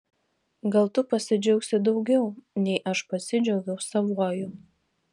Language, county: Lithuanian, Panevėžys